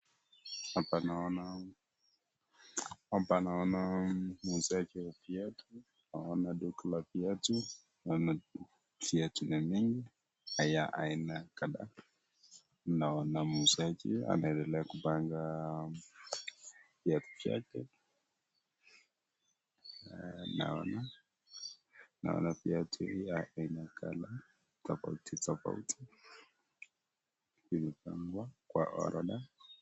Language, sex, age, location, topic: Swahili, male, 18-24, Nakuru, finance